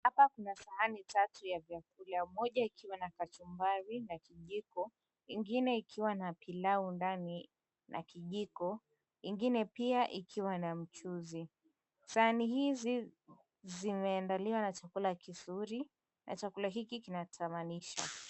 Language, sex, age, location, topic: Swahili, female, 18-24, Mombasa, agriculture